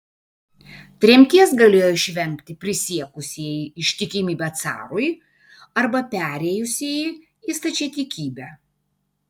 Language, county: Lithuanian, Vilnius